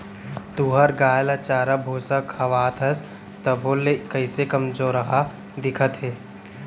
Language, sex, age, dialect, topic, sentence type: Chhattisgarhi, male, 18-24, Central, agriculture, statement